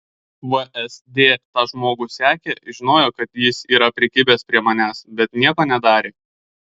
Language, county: Lithuanian, Kaunas